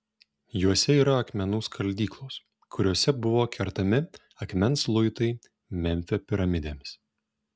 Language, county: Lithuanian, Šiauliai